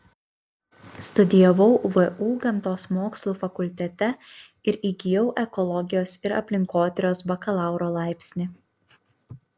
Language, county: Lithuanian, Kaunas